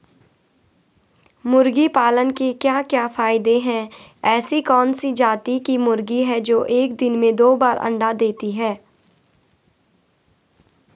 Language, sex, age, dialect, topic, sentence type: Hindi, female, 25-30, Garhwali, agriculture, question